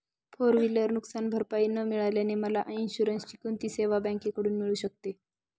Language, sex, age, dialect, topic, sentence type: Marathi, female, 41-45, Northern Konkan, banking, question